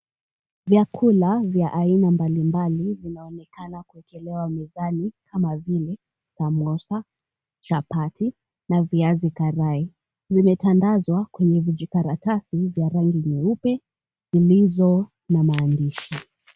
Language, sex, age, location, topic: Swahili, female, 18-24, Mombasa, agriculture